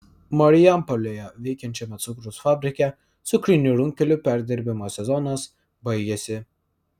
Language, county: Lithuanian, Vilnius